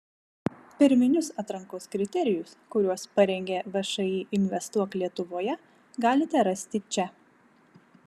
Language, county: Lithuanian, Vilnius